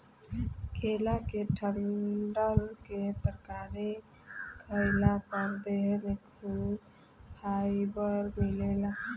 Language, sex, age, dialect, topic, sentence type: Bhojpuri, female, 25-30, Southern / Standard, agriculture, statement